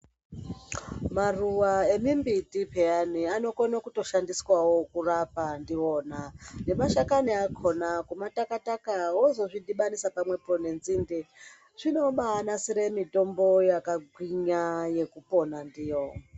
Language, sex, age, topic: Ndau, female, 50+, health